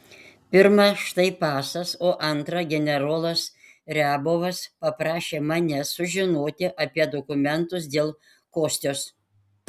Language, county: Lithuanian, Panevėžys